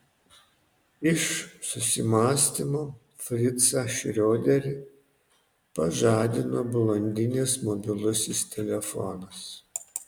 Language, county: Lithuanian, Panevėžys